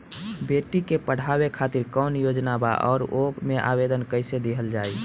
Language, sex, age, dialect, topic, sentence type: Bhojpuri, male, 18-24, Southern / Standard, banking, question